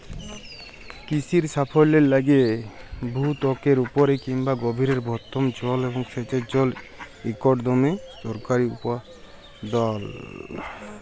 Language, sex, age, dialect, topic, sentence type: Bengali, male, 25-30, Jharkhandi, agriculture, statement